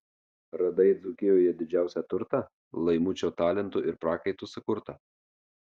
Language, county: Lithuanian, Marijampolė